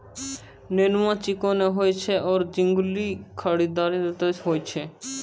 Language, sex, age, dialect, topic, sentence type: Maithili, male, 18-24, Angika, agriculture, statement